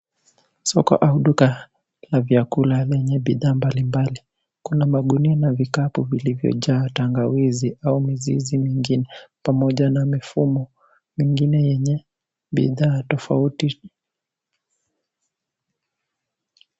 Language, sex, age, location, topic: Swahili, female, 18-24, Nairobi, finance